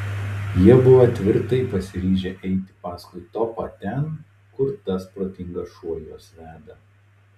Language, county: Lithuanian, Telšiai